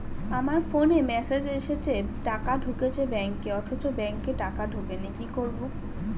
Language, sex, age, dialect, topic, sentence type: Bengali, female, 31-35, Standard Colloquial, banking, question